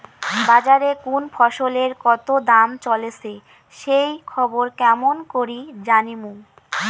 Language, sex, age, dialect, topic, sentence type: Bengali, female, 18-24, Rajbangshi, agriculture, question